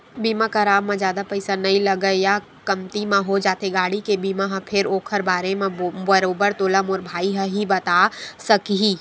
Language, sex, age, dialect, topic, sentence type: Chhattisgarhi, female, 60-100, Western/Budati/Khatahi, banking, statement